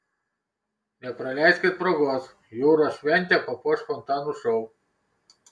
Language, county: Lithuanian, Kaunas